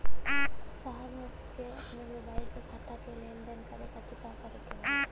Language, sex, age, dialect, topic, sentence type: Bhojpuri, female, 18-24, Western, banking, question